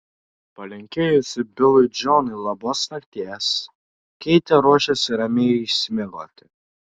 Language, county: Lithuanian, Šiauliai